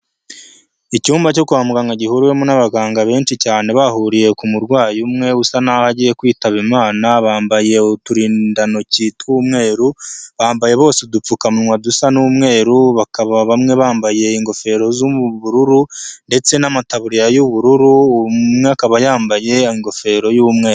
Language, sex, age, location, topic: Kinyarwanda, male, 25-35, Huye, health